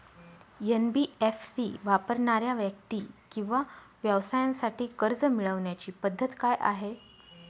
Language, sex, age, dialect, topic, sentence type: Marathi, female, 25-30, Northern Konkan, banking, question